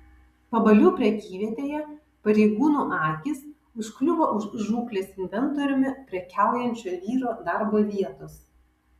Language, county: Lithuanian, Kaunas